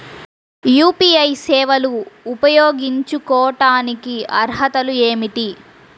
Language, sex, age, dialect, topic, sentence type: Telugu, female, 36-40, Central/Coastal, banking, question